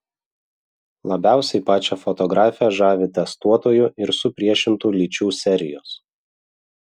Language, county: Lithuanian, Vilnius